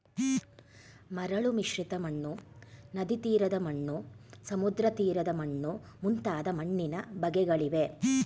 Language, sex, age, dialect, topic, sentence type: Kannada, female, 46-50, Mysore Kannada, agriculture, statement